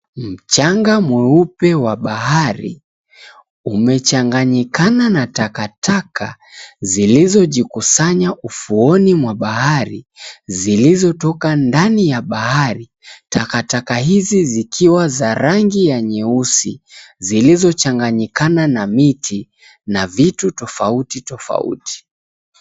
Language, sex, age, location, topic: Swahili, male, 25-35, Mombasa, government